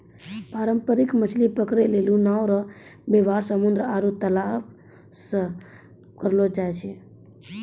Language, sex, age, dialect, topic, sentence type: Maithili, female, 36-40, Angika, agriculture, statement